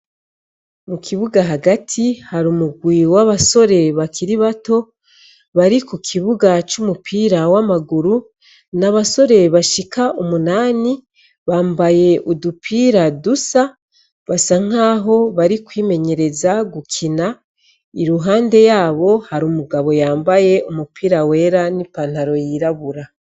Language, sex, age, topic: Rundi, female, 36-49, education